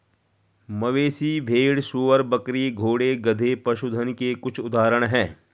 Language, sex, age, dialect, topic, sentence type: Hindi, male, 36-40, Garhwali, agriculture, statement